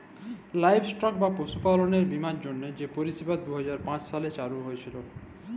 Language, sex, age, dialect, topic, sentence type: Bengali, male, 25-30, Jharkhandi, agriculture, statement